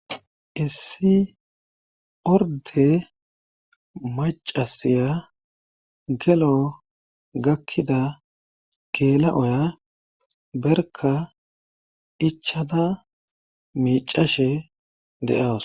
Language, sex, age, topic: Gamo, male, 36-49, government